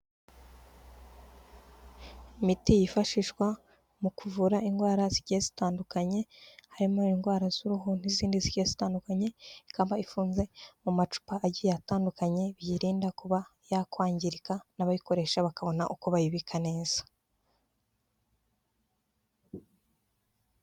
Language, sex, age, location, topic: Kinyarwanda, female, 18-24, Kigali, health